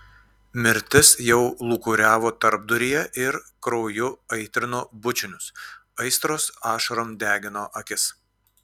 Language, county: Lithuanian, Klaipėda